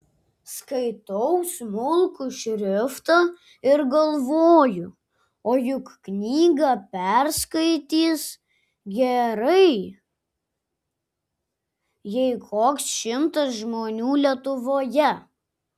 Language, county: Lithuanian, Klaipėda